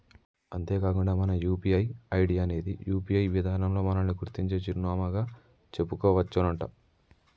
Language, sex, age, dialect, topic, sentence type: Telugu, male, 18-24, Telangana, banking, statement